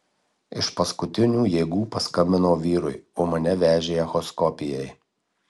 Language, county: Lithuanian, Marijampolė